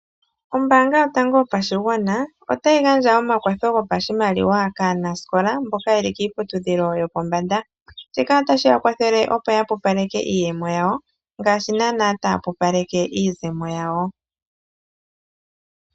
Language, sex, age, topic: Oshiwambo, female, 25-35, finance